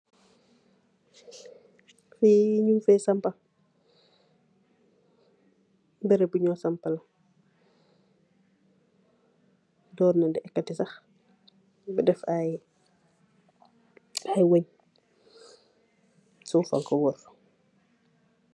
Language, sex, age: Wolof, female, 25-35